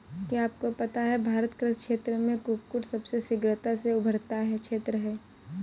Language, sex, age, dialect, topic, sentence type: Hindi, female, 18-24, Kanauji Braj Bhasha, agriculture, statement